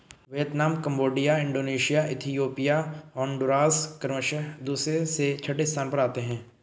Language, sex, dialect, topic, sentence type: Hindi, male, Hindustani Malvi Khadi Boli, agriculture, statement